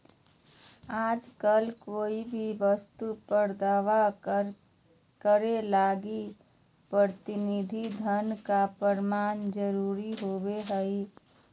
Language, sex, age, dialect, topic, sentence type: Magahi, female, 31-35, Southern, banking, statement